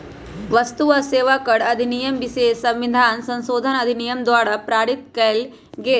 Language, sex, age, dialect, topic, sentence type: Magahi, female, 25-30, Western, banking, statement